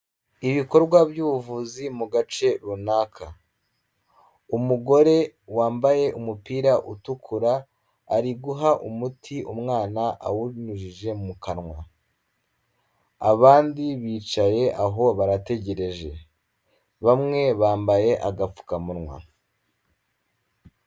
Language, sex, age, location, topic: Kinyarwanda, male, 18-24, Kigali, health